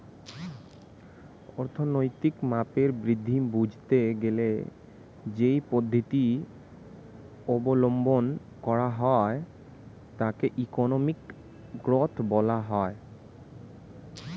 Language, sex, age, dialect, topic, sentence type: Bengali, male, 18-24, Standard Colloquial, banking, statement